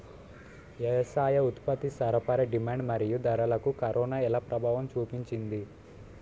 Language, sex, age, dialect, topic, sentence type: Telugu, male, 18-24, Utterandhra, agriculture, question